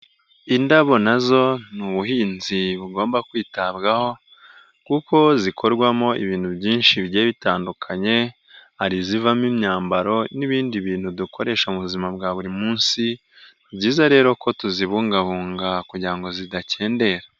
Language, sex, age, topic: Kinyarwanda, male, 18-24, agriculture